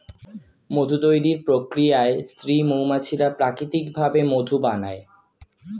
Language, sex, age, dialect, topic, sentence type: Bengali, male, 18-24, Standard Colloquial, agriculture, statement